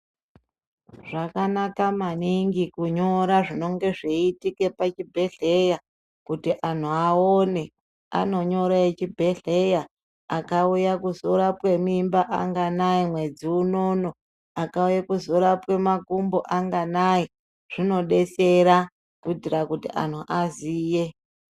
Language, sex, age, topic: Ndau, female, 36-49, education